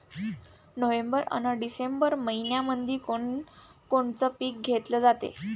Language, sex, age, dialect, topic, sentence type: Marathi, female, 18-24, Varhadi, agriculture, question